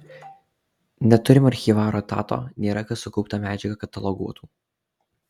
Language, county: Lithuanian, Alytus